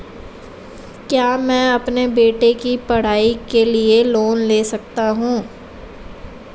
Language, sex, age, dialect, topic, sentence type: Hindi, female, 18-24, Marwari Dhudhari, banking, question